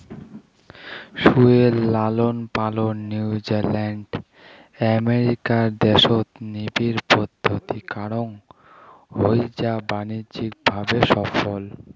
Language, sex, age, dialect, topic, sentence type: Bengali, male, 18-24, Rajbangshi, agriculture, statement